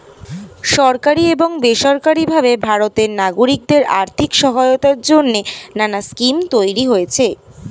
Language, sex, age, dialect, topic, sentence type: Bengali, female, <18, Standard Colloquial, banking, statement